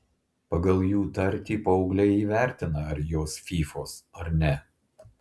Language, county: Lithuanian, Klaipėda